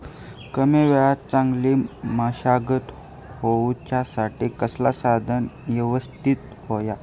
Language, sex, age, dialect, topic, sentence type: Marathi, male, 18-24, Southern Konkan, agriculture, question